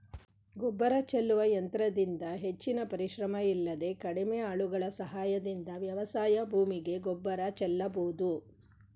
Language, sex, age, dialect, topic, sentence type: Kannada, female, 41-45, Mysore Kannada, agriculture, statement